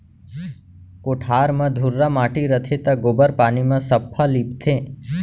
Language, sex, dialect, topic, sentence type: Chhattisgarhi, male, Central, agriculture, statement